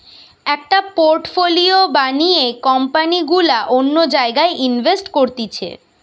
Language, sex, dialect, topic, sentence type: Bengali, female, Western, banking, statement